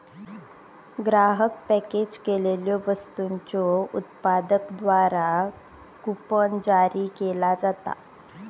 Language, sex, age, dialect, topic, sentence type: Marathi, female, 18-24, Southern Konkan, banking, statement